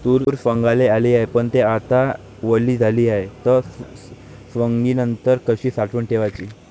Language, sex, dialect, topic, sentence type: Marathi, male, Varhadi, agriculture, question